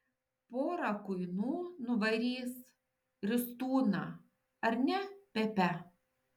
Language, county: Lithuanian, Šiauliai